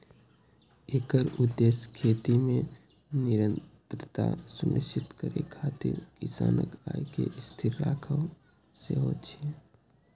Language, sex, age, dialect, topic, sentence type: Maithili, male, 18-24, Eastern / Thethi, agriculture, statement